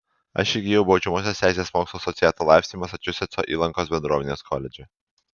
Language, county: Lithuanian, Alytus